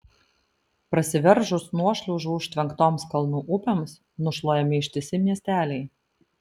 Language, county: Lithuanian, Vilnius